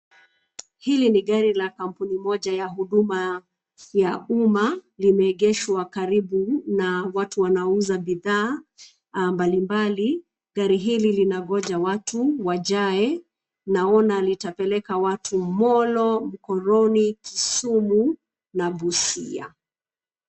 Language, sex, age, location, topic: Swahili, female, 36-49, Nairobi, government